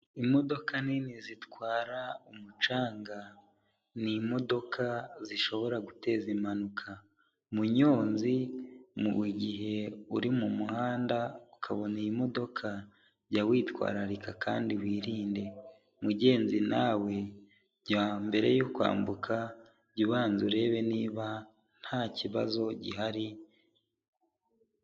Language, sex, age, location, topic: Kinyarwanda, male, 25-35, Huye, government